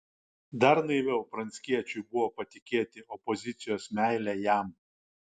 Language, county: Lithuanian, Kaunas